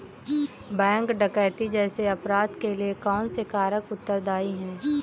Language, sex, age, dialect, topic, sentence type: Hindi, female, 18-24, Kanauji Braj Bhasha, banking, statement